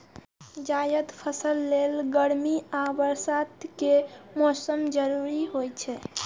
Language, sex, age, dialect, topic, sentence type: Maithili, female, 18-24, Eastern / Thethi, agriculture, statement